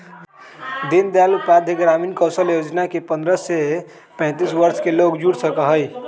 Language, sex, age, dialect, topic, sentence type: Magahi, male, 18-24, Western, banking, statement